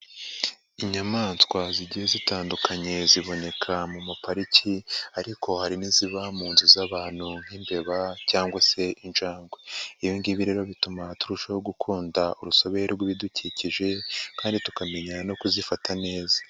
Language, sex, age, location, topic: Kinyarwanda, male, 50+, Nyagatare, education